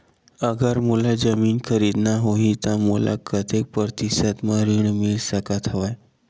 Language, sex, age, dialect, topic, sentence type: Chhattisgarhi, male, 46-50, Western/Budati/Khatahi, banking, question